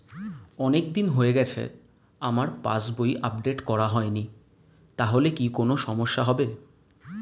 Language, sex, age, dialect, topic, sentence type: Bengali, male, 25-30, Standard Colloquial, banking, question